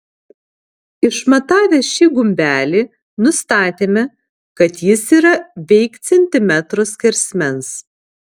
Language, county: Lithuanian, Alytus